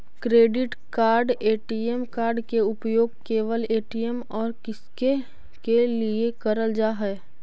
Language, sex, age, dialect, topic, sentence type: Magahi, female, 18-24, Central/Standard, banking, question